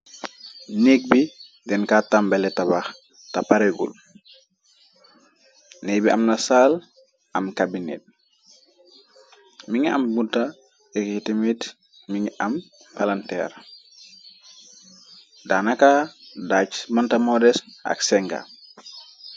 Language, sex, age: Wolof, male, 25-35